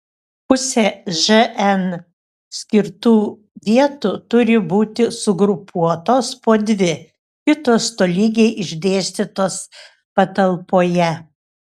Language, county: Lithuanian, Šiauliai